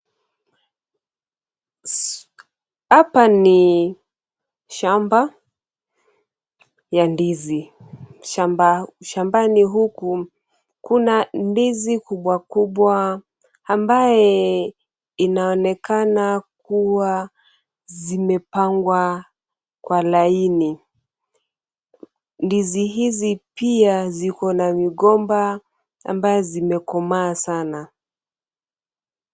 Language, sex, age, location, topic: Swahili, female, 25-35, Kisumu, agriculture